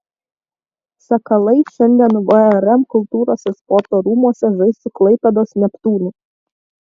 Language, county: Lithuanian, Vilnius